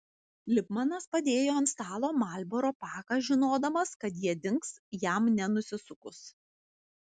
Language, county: Lithuanian, Vilnius